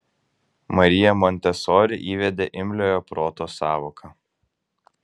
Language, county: Lithuanian, Kaunas